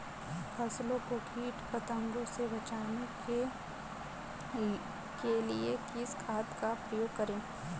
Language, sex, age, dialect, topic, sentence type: Hindi, female, 18-24, Kanauji Braj Bhasha, agriculture, question